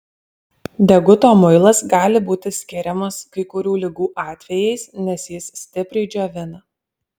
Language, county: Lithuanian, Alytus